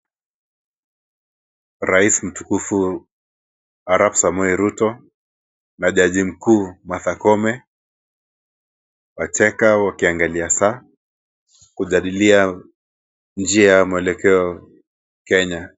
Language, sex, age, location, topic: Swahili, male, 36-49, Mombasa, government